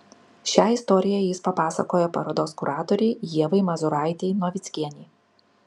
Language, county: Lithuanian, Kaunas